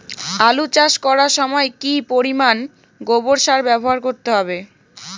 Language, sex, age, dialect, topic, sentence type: Bengali, female, 18-24, Rajbangshi, agriculture, question